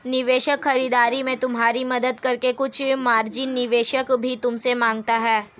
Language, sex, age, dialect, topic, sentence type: Hindi, female, 18-24, Marwari Dhudhari, banking, statement